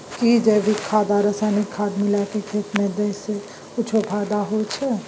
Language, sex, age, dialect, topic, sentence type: Maithili, female, 36-40, Bajjika, agriculture, question